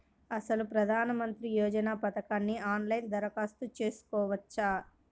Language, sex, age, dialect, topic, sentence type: Telugu, male, 25-30, Central/Coastal, banking, question